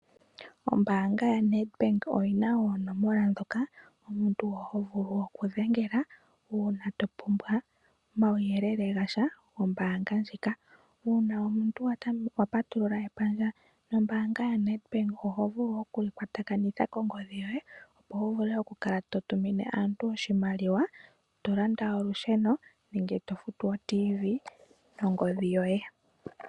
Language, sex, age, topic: Oshiwambo, female, 18-24, finance